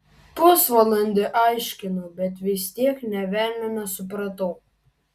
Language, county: Lithuanian, Vilnius